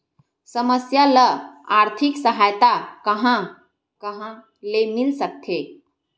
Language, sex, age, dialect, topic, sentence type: Chhattisgarhi, female, 18-24, Western/Budati/Khatahi, banking, question